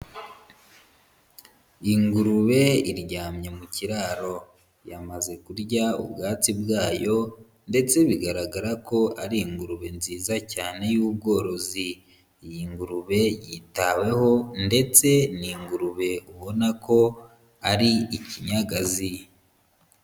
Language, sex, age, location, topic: Kinyarwanda, male, 25-35, Huye, agriculture